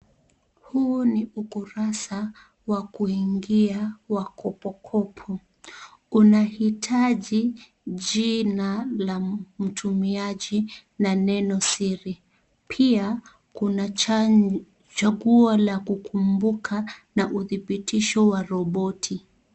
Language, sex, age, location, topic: Swahili, female, 25-35, Kisii, finance